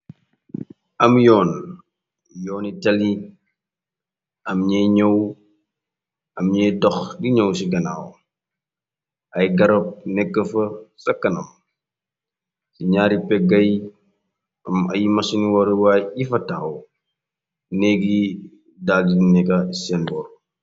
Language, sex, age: Wolof, male, 25-35